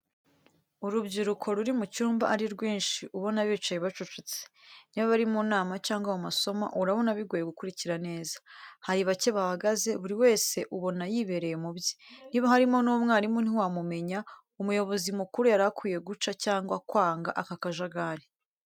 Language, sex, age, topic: Kinyarwanda, female, 18-24, education